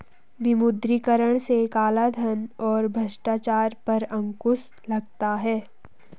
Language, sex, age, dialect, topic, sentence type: Hindi, female, 18-24, Garhwali, banking, statement